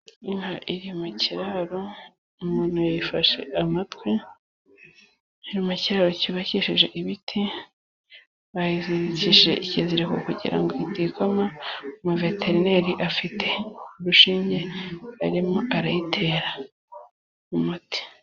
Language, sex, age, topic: Kinyarwanda, female, 25-35, agriculture